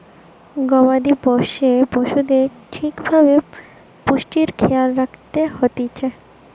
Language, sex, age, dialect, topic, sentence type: Bengali, female, 18-24, Western, agriculture, statement